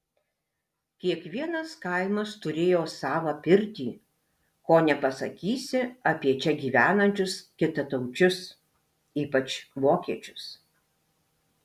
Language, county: Lithuanian, Alytus